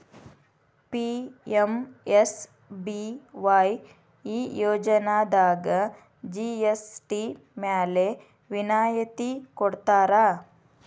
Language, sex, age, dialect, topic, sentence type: Kannada, female, 36-40, Dharwad Kannada, banking, statement